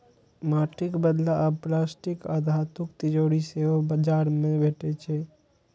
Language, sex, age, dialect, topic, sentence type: Maithili, male, 36-40, Eastern / Thethi, banking, statement